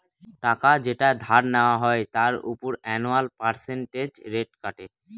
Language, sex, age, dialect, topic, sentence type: Bengali, male, <18, Northern/Varendri, banking, statement